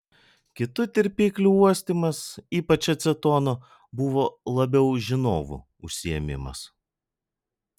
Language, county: Lithuanian, Vilnius